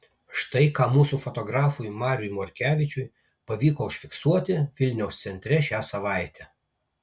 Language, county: Lithuanian, Kaunas